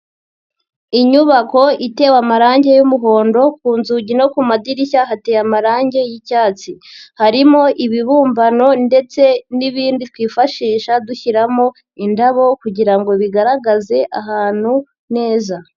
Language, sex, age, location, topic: Kinyarwanda, female, 50+, Nyagatare, education